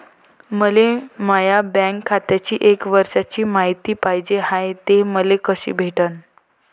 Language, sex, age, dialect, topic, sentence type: Marathi, female, 18-24, Varhadi, banking, question